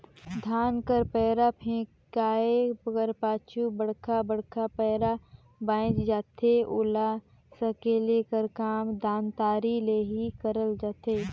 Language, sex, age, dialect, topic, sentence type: Chhattisgarhi, female, 25-30, Northern/Bhandar, agriculture, statement